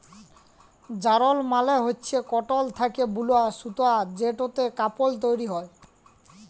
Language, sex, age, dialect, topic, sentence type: Bengali, male, 18-24, Jharkhandi, agriculture, statement